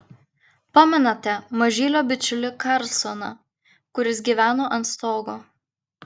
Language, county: Lithuanian, Klaipėda